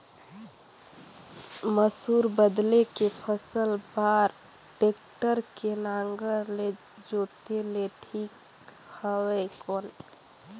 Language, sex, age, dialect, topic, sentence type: Chhattisgarhi, female, 18-24, Northern/Bhandar, agriculture, question